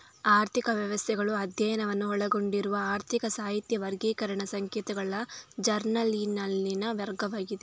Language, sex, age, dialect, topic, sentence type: Kannada, female, 31-35, Coastal/Dakshin, banking, statement